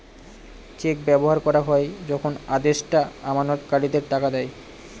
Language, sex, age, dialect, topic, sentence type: Bengali, male, 18-24, Northern/Varendri, banking, statement